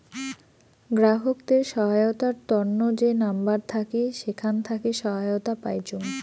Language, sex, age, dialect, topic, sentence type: Bengali, female, 25-30, Rajbangshi, banking, statement